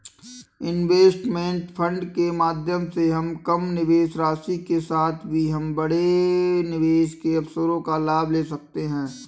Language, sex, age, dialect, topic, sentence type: Hindi, male, 25-30, Awadhi Bundeli, banking, statement